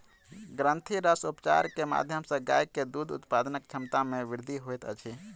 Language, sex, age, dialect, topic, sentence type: Maithili, male, 31-35, Southern/Standard, agriculture, statement